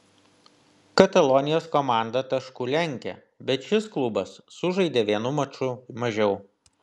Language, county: Lithuanian, Vilnius